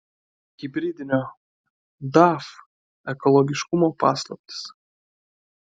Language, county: Lithuanian, Klaipėda